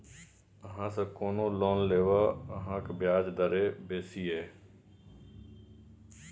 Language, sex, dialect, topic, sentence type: Maithili, male, Bajjika, banking, statement